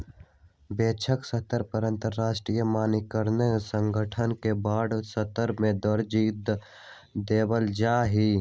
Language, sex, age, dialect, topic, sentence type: Magahi, male, 18-24, Western, banking, statement